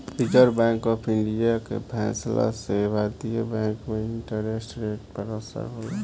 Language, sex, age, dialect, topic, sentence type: Bhojpuri, male, 18-24, Southern / Standard, banking, statement